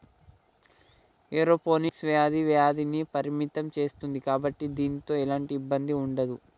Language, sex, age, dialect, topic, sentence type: Telugu, male, 51-55, Telangana, agriculture, statement